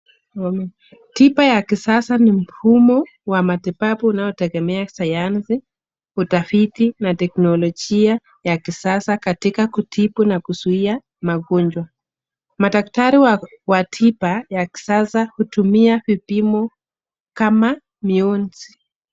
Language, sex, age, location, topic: Swahili, male, 36-49, Nairobi, health